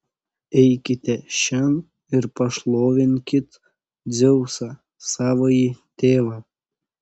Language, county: Lithuanian, Panevėžys